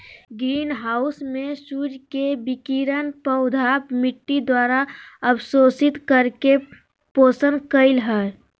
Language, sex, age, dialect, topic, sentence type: Magahi, female, 18-24, Southern, agriculture, statement